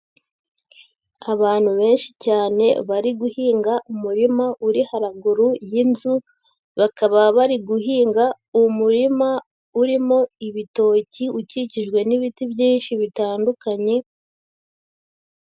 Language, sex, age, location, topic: Kinyarwanda, female, 18-24, Huye, agriculture